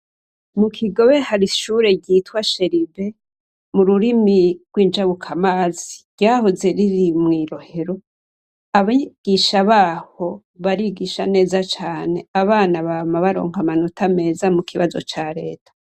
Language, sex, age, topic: Rundi, female, 25-35, education